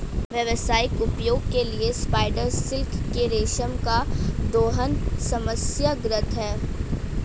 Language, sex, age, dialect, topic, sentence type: Hindi, female, 18-24, Hindustani Malvi Khadi Boli, agriculture, statement